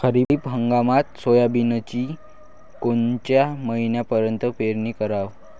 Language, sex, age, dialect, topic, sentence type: Marathi, male, 18-24, Varhadi, agriculture, question